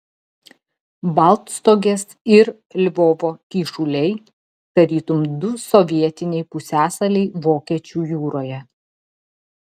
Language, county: Lithuanian, Telšiai